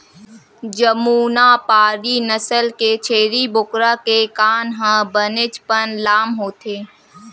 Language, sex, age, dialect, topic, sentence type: Chhattisgarhi, female, 18-24, Western/Budati/Khatahi, agriculture, statement